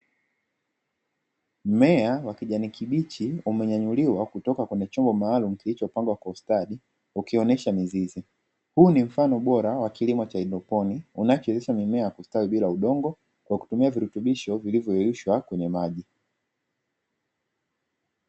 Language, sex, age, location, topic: Swahili, male, 25-35, Dar es Salaam, agriculture